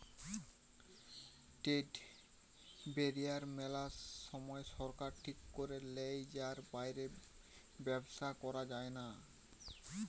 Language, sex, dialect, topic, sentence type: Bengali, male, Western, banking, statement